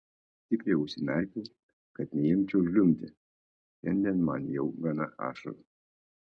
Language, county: Lithuanian, Kaunas